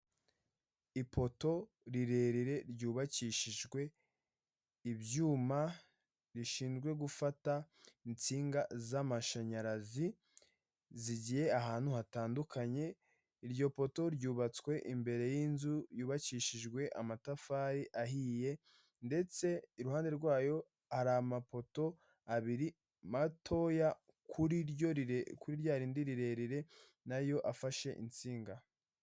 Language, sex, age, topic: Kinyarwanda, male, 18-24, government